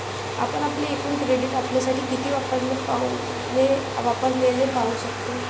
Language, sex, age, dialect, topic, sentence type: Marathi, female, 18-24, Standard Marathi, banking, statement